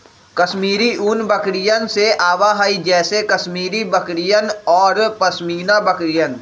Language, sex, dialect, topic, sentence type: Magahi, male, Western, agriculture, statement